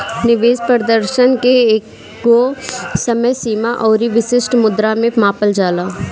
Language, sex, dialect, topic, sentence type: Bhojpuri, female, Northern, banking, statement